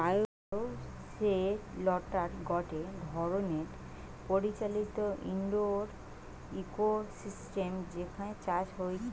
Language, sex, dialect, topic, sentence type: Bengali, female, Western, agriculture, statement